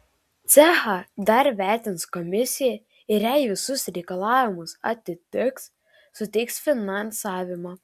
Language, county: Lithuanian, Šiauliai